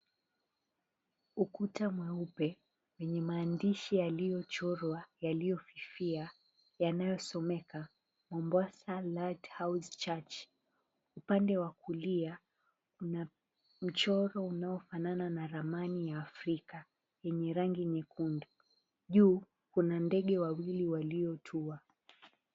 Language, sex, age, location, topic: Swahili, female, 18-24, Mombasa, government